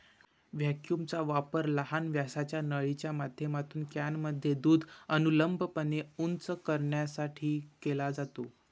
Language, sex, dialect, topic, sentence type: Marathi, male, Varhadi, agriculture, statement